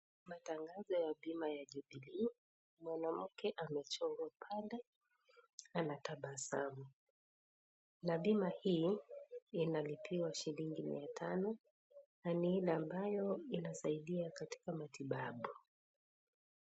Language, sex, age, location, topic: Swahili, female, 36-49, Kisii, finance